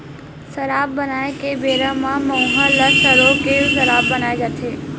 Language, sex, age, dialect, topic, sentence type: Chhattisgarhi, female, 18-24, Western/Budati/Khatahi, agriculture, statement